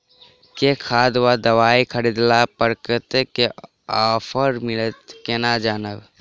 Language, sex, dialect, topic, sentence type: Maithili, male, Southern/Standard, agriculture, question